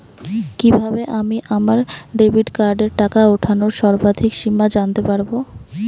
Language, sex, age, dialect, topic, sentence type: Bengali, female, 18-24, Rajbangshi, banking, question